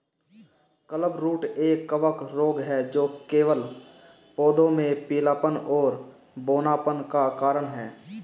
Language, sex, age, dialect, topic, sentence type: Hindi, male, 18-24, Marwari Dhudhari, agriculture, statement